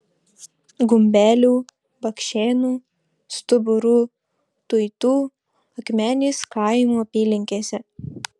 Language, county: Lithuanian, Marijampolė